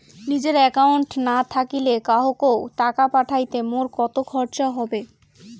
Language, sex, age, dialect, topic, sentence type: Bengali, female, <18, Rajbangshi, banking, question